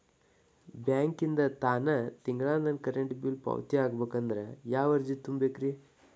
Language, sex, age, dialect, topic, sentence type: Kannada, male, 18-24, Dharwad Kannada, banking, question